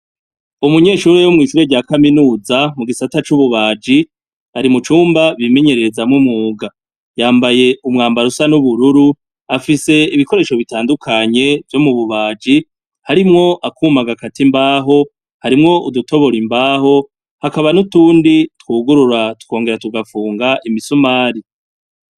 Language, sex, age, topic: Rundi, male, 36-49, education